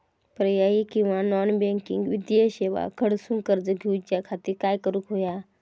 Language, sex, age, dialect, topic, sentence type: Marathi, female, 31-35, Southern Konkan, banking, question